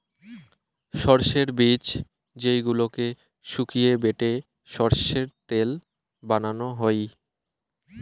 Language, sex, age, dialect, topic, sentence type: Bengali, male, 18-24, Rajbangshi, agriculture, statement